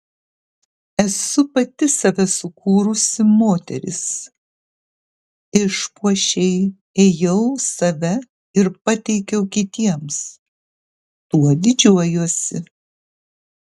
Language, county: Lithuanian, Kaunas